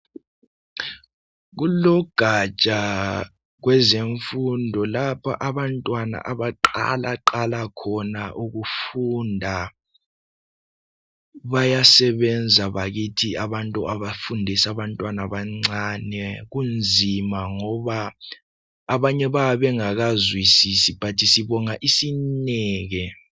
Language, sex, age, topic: North Ndebele, male, 18-24, education